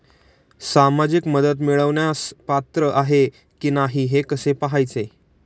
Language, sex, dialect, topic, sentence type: Marathi, male, Standard Marathi, banking, question